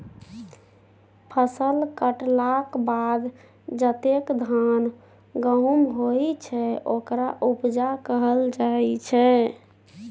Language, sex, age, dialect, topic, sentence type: Maithili, female, 31-35, Bajjika, banking, statement